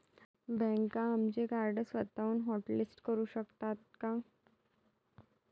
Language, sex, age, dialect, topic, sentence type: Marathi, female, 31-35, Varhadi, banking, statement